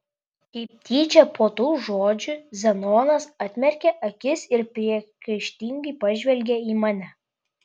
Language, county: Lithuanian, Klaipėda